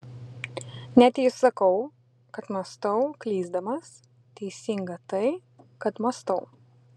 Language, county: Lithuanian, Vilnius